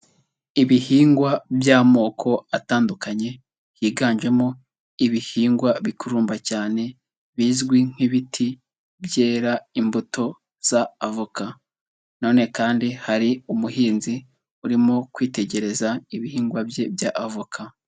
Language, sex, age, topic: Kinyarwanda, male, 18-24, agriculture